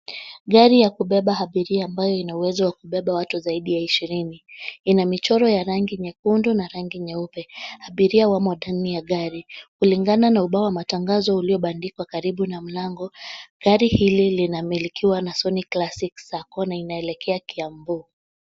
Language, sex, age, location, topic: Swahili, female, 25-35, Nairobi, government